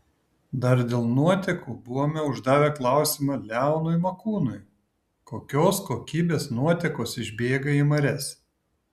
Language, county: Lithuanian, Kaunas